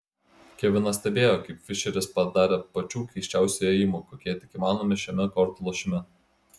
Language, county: Lithuanian, Klaipėda